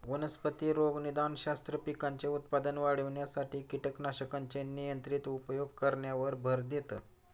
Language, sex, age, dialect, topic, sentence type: Marathi, male, 60-100, Standard Marathi, agriculture, statement